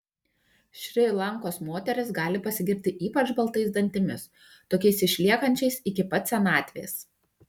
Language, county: Lithuanian, Panevėžys